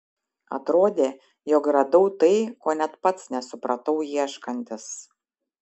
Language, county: Lithuanian, Šiauliai